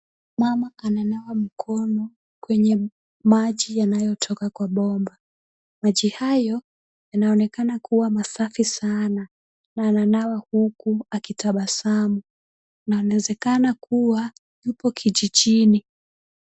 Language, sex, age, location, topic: Swahili, female, 25-35, Kisumu, health